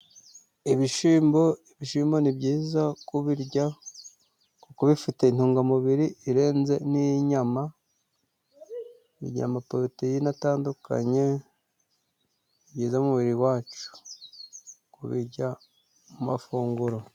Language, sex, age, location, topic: Kinyarwanda, male, 36-49, Musanze, agriculture